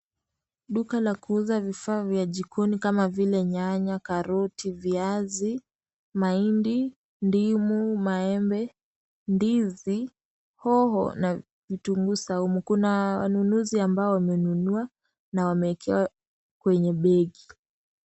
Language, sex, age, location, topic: Swahili, female, 18-24, Kisii, finance